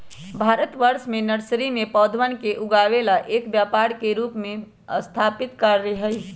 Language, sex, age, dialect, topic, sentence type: Magahi, female, 25-30, Western, agriculture, statement